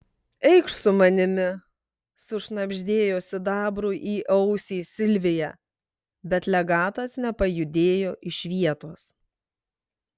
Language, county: Lithuanian, Klaipėda